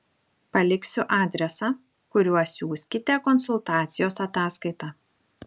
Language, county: Lithuanian, Šiauliai